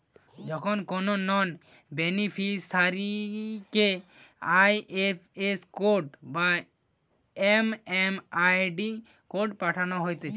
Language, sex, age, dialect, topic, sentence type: Bengali, male, <18, Western, banking, statement